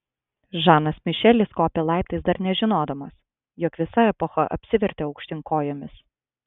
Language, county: Lithuanian, Klaipėda